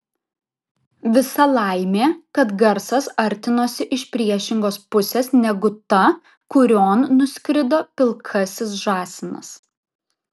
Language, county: Lithuanian, Vilnius